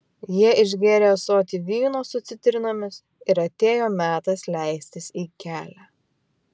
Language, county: Lithuanian, Vilnius